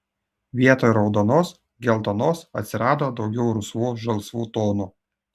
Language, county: Lithuanian, Utena